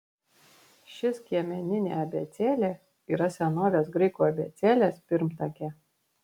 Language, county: Lithuanian, Vilnius